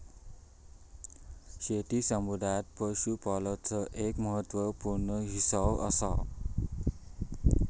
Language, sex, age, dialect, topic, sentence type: Marathi, male, 18-24, Southern Konkan, agriculture, statement